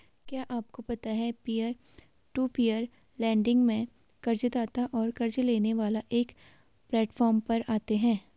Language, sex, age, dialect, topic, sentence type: Hindi, female, 18-24, Garhwali, banking, statement